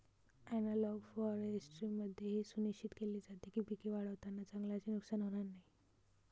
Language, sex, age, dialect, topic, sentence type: Marathi, male, 18-24, Varhadi, agriculture, statement